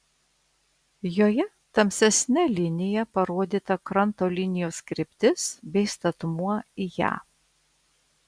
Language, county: Lithuanian, Vilnius